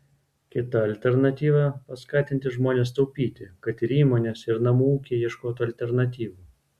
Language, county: Lithuanian, Vilnius